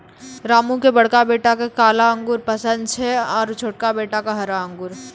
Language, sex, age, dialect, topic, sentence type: Maithili, female, 18-24, Angika, agriculture, statement